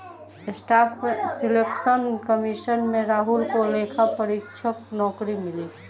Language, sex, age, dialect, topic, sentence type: Hindi, female, 18-24, Kanauji Braj Bhasha, banking, statement